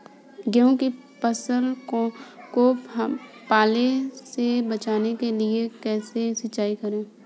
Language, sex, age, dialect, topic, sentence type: Hindi, female, 18-24, Kanauji Braj Bhasha, agriculture, question